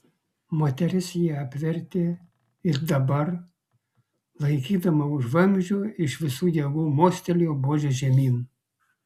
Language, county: Lithuanian, Kaunas